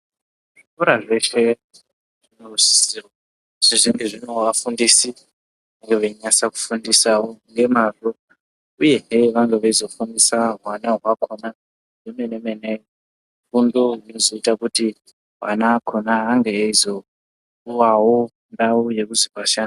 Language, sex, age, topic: Ndau, male, 50+, education